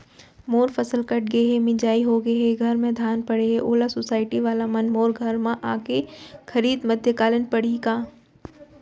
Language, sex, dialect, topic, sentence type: Chhattisgarhi, female, Central, agriculture, question